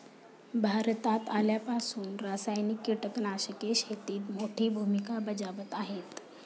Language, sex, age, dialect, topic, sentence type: Marathi, female, 31-35, Standard Marathi, agriculture, statement